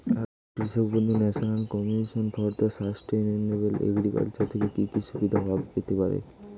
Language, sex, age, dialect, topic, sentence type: Bengali, male, 18-24, Standard Colloquial, agriculture, question